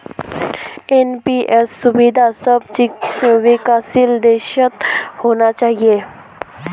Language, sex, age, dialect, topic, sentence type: Magahi, female, 18-24, Northeastern/Surjapuri, banking, statement